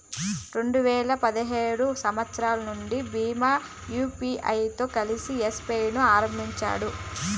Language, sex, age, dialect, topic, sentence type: Telugu, female, 25-30, Southern, banking, statement